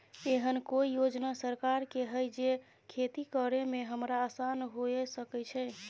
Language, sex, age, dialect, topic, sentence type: Maithili, female, 31-35, Bajjika, agriculture, question